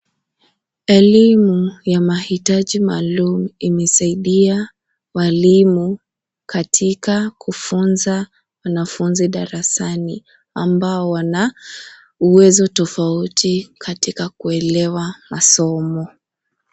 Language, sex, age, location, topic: Swahili, female, 18-24, Nairobi, education